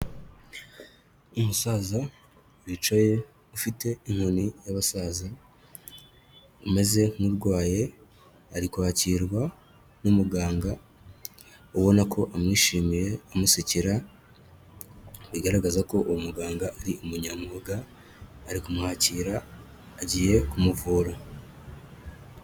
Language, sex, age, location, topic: Kinyarwanda, male, 18-24, Kigali, health